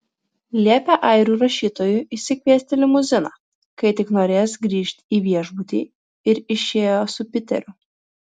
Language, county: Lithuanian, Vilnius